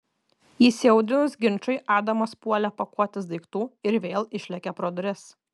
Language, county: Lithuanian, Kaunas